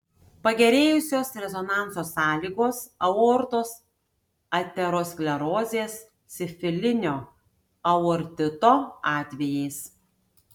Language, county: Lithuanian, Tauragė